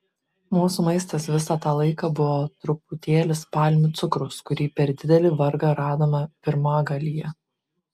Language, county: Lithuanian, Kaunas